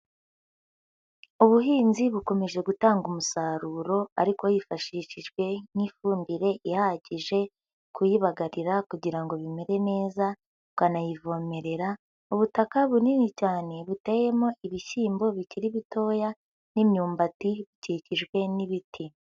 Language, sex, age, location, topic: Kinyarwanda, female, 18-24, Huye, agriculture